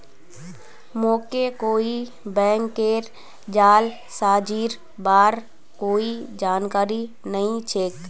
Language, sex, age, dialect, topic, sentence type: Magahi, female, 18-24, Northeastern/Surjapuri, banking, statement